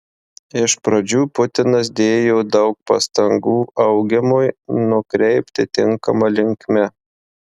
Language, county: Lithuanian, Marijampolė